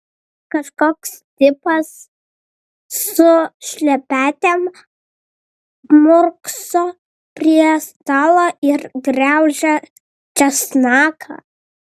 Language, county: Lithuanian, Vilnius